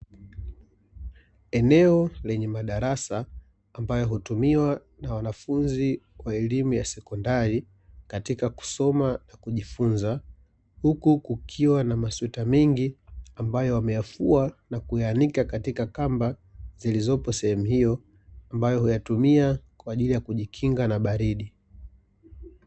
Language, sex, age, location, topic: Swahili, male, 25-35, Dar es Salaam, education